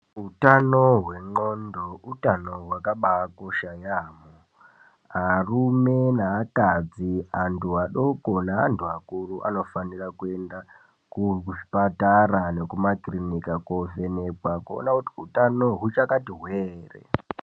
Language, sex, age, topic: Ndau, male, 18-24, health